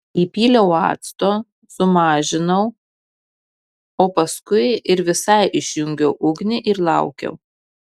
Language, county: Lithuanian, Kaunas